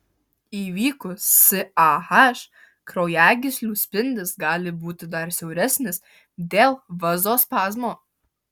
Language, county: Lithuanian, Alytus